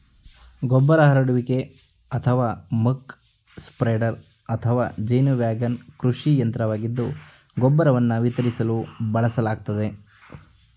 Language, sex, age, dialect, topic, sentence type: Kannada, male, 18-24, Mysore Kannada, agriculture, statement